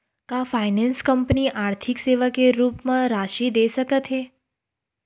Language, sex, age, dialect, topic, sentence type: Chhattisgarhi, female, 25-30, Western/Budati/Khatahi, banking, question